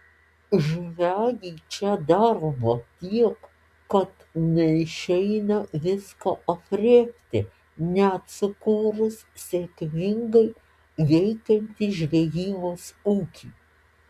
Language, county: Lithuanian, Alytus